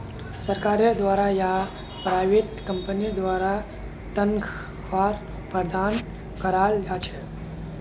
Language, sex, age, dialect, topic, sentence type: Magahi, male, 18-24, Northeastern/Surjapuri, banking, statement